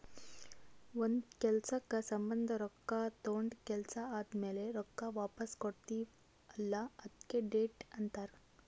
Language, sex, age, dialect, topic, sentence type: Kannada, female, 18-24, Northeastern, banking, statement